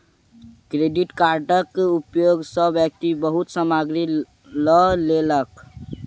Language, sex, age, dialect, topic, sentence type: Maithili, male, 18-24, Southern/Standard, banking, statement